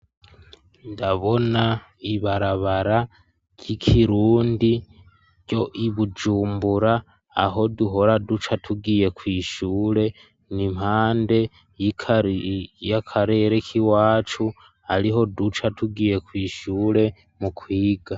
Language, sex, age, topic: Rundi, male, 18-24, education